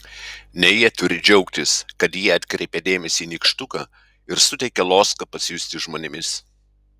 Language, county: Lithuanian, Klaipėda